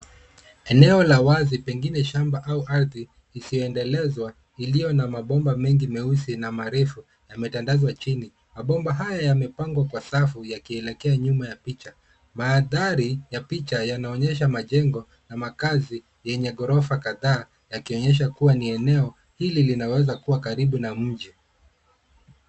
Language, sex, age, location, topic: Swahili, male, 25-35, Nairobi, government